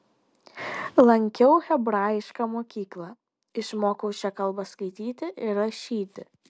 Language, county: Lithuanian, Kaunas